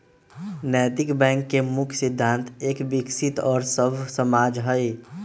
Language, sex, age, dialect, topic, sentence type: Magahi, male, 25-30, Western, banking, statement